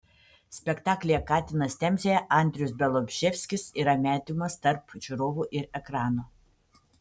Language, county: Lithuanian, Panevėžys